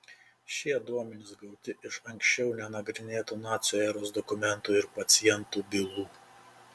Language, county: Lithuanian, Panevėžys